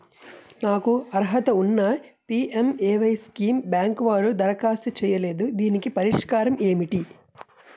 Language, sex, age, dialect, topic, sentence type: Telugu, male, 25-30, Utterandhra, banking, question